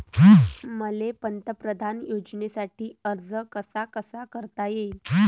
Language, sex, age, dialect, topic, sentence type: Marathi, female, 18-24, Varhadi, banking, question